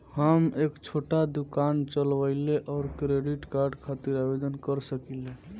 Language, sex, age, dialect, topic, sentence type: Bhojpuri, male, 18-24, Southern / Standard, banking, question